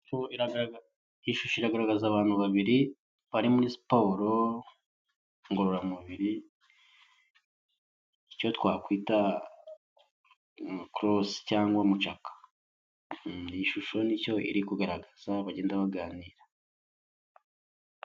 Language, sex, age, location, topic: Kinyarwanda, male, 25-35, Huye, health